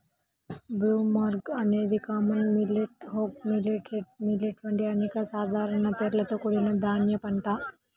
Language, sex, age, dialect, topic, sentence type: Telugu, female, 18-24, Central/Coastal, agriculture, statement